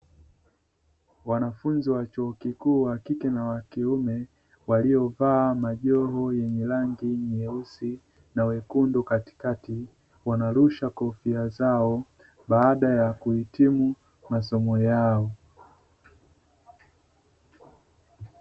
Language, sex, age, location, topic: Swahili, male, 25-35, Dar es Salaam, education